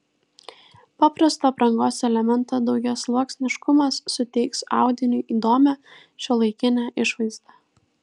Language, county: Lithuanian, Vilnius